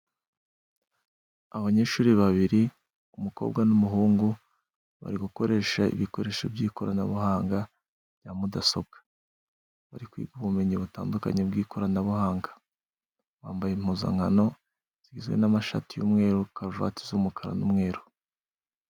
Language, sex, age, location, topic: Kinyarwanda, male, 18-24, Musanze, education